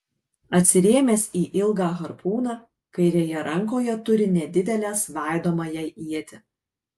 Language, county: Lithuanian, Kaunas